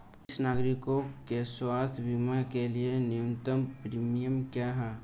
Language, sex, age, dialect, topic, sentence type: Hindi, male, 18-24, Marwari Dhudhari, banking, question